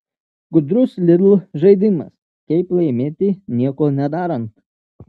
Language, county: Lithuanian, Telšiai